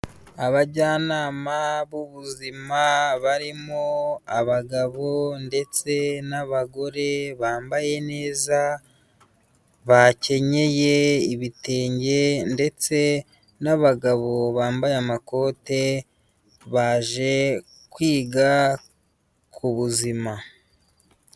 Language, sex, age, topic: Kinyarwanda, female, 18-24, health